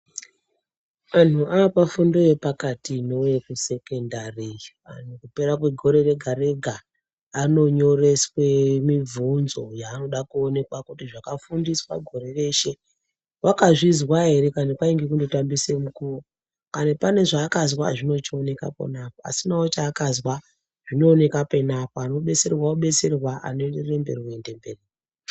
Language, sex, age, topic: Ndau, female, 36-49, education